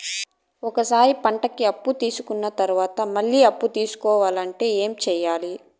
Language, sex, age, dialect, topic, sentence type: Telugu, female, 31-35, Southern, agriculture, question